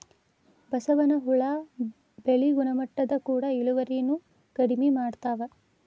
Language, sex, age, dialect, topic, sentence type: Kannada, female, 25-30, Dharwad Kannada, agriculture, statement